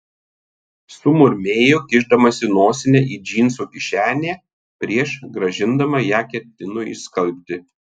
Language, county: Lithuanian, Tauragė